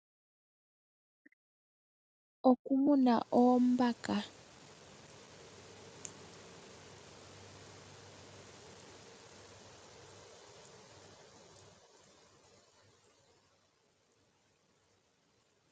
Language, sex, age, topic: Oshiwambo, female, 18-24, agriculture